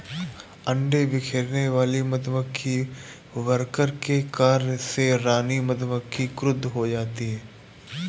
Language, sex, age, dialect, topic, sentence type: Hindi, male, 18-24, Awadhi Bundeli, agriculture, statement